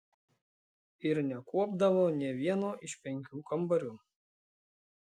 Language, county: Lithuanian, Klaipėda